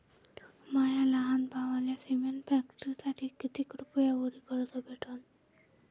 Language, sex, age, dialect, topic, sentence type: Marathi, female, 41-45, Varhadi, banking, question